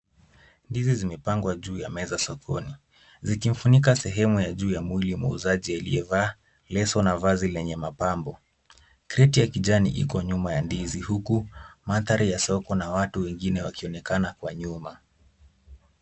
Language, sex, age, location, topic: Swahili, male, 18-24, Kisumu, agriculture